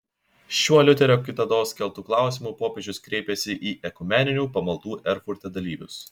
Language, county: Lithuanian, Šiauliai